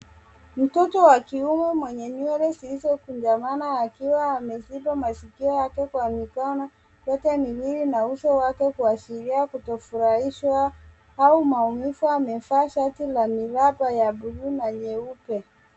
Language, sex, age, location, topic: Swahili, male, 18-24, Nairobi, education